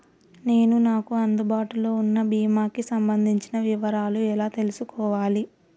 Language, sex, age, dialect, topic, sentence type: Telugu, female, 18-24, Telangana, banking, question